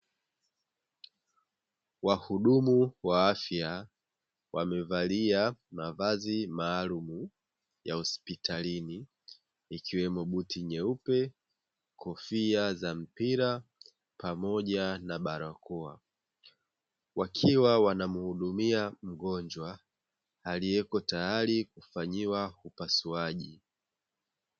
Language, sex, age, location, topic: Swahili, male, 25-35, Dar es Salaam, health